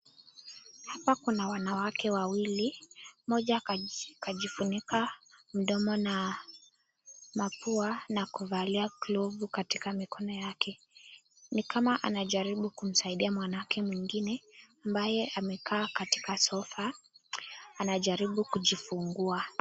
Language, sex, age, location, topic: Swahili, female, 18-24, Nakuru, health